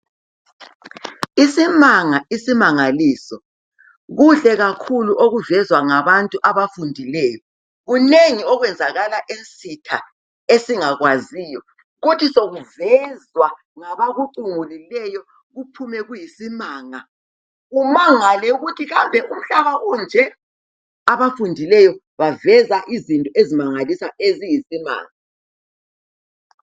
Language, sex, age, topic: North Ndebele, female, 50+, health